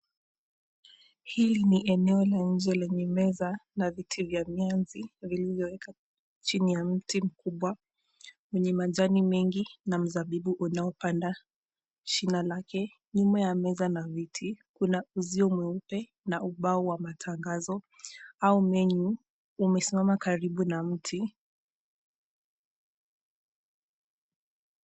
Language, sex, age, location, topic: Swahili, female, 18-24, Mombasa, government